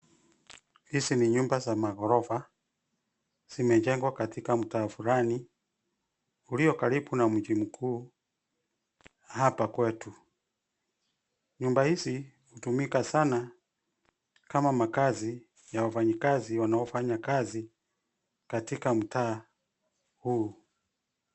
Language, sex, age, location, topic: Swahili, male, 50+, Nairobi, finance